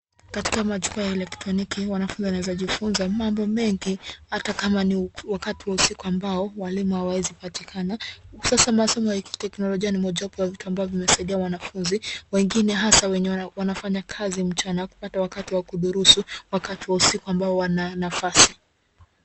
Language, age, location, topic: Swahili, 25-35, Nairobi, education